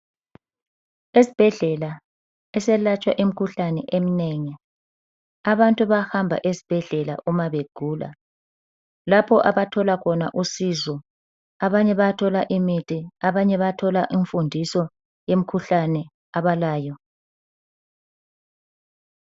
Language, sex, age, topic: North Ndebele, female, 50+, health